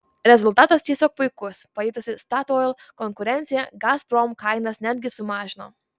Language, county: Lithuanian, Vilnius